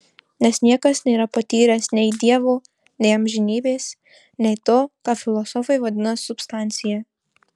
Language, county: Lithuanian, Marijampolė